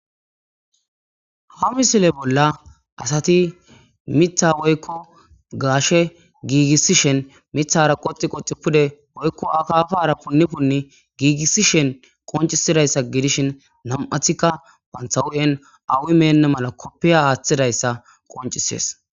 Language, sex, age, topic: Gamo, female, 18-24, agriculture